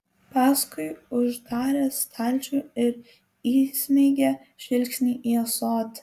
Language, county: Lithuanian, Kaunas